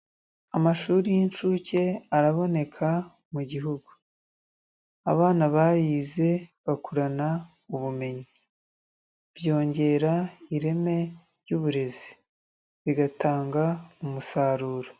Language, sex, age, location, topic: Kinyarwanda, female, 36-49, Kigali, education